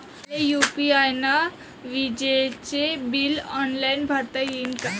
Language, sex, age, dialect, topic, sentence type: Marathi, female, 18-24, Varhadi, banking, question